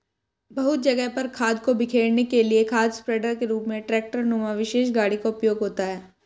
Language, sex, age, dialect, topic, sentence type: Hindi, female, 18-24, Hindustani Malvi Khadi Boli, agriculture, statement